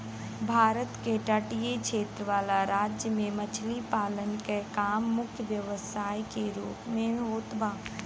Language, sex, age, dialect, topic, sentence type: Bhojpuri, female, 25-30, Western, agriculture, statement